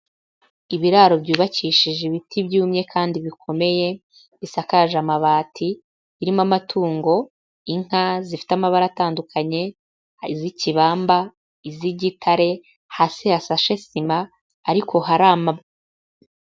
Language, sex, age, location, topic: Kinyarwanda, female, 18-24, Huye, agriculture